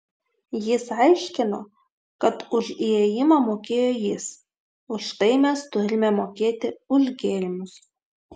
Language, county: Lithuanian, Vilnius